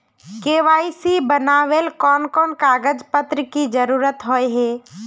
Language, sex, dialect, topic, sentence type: Magahi, female, Northeastern/Surjapuri, banking, question